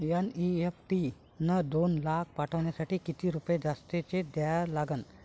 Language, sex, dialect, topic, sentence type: Marathi, male, Varhadi, banking, question